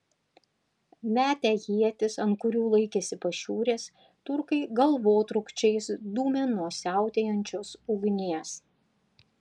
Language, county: Lithuanian, Panevėžys